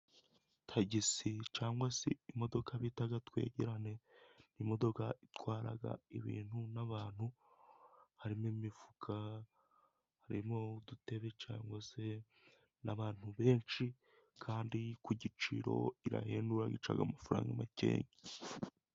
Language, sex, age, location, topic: Kinyarwanda, male, 18-24, Musanze, government